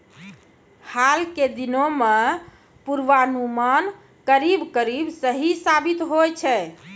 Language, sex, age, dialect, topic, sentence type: Maithili, female, 36-40, Angika, agriculture, statement